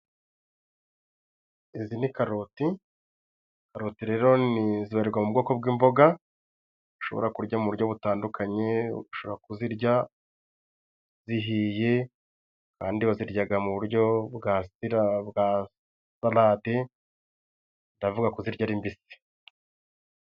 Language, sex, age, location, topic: Kinyarwanda, male, 25-35, Musanze, agriculture